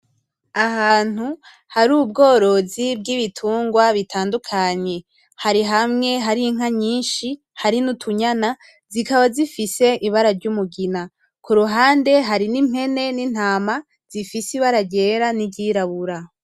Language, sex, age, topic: Rundi, female, 18-24, agriculture